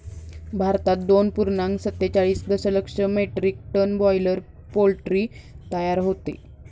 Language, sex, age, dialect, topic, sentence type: Marathi, female, 41-45, Standard Marathi, agriculture, statement